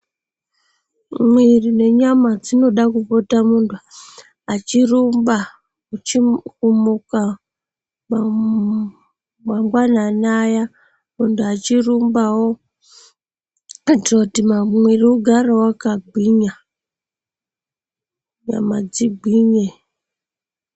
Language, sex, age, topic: Ndau, female, 25-35, health